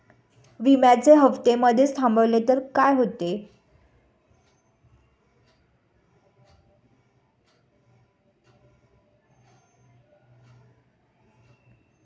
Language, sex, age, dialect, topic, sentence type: Marathi, female, 25-30, Standard Marathi, banking, question